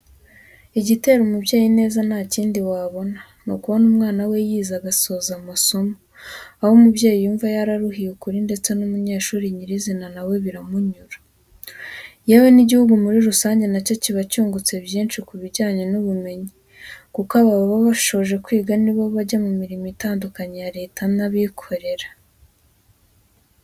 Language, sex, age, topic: Kinyarwanda, female, 18-24, education